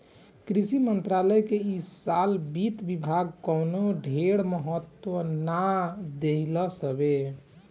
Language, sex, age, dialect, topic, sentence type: Bhojpuri, male, 18-24, Northern, banking, statement